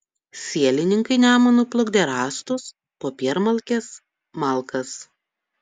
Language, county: Lithuanian, Utena